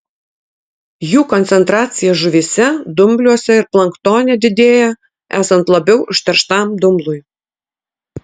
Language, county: Lithuanian, Utena